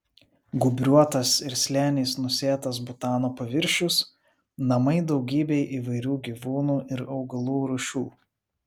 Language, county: Lithuanian, Vilnius